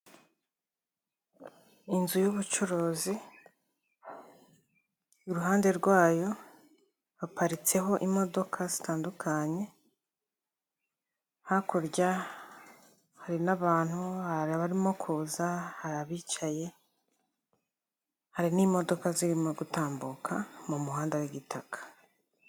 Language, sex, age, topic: Kinyarwanda, female, 25-35, government